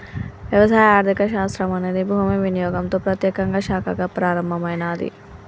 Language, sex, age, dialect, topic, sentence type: Telugu, female, 25-30, Telangana, banking, statement